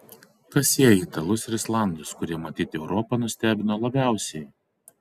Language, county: Lithuanian, Šiauliai